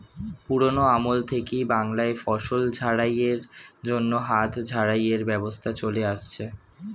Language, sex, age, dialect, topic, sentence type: Bengali, male, 18-24, Standard Colloquial, agriculture, statement